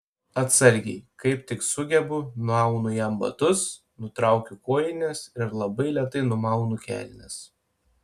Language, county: Lithuanian, Panevėžys